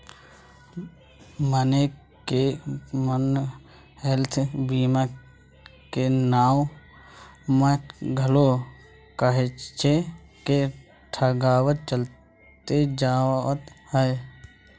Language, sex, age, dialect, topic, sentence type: Chhattisgarhi, male, 25-30, Western/Budati/Khatahi, banking, statement